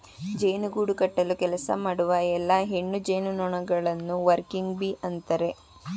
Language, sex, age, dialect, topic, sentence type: Kannada, female, 18-24, Mysore Kannada, agriculture, statement